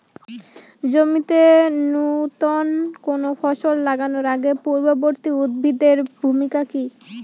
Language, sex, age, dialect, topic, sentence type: Bengali, female, <18, Rajbangshi, agriculture, question